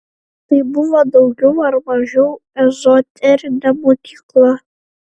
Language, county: Lithuanian, Šiauliai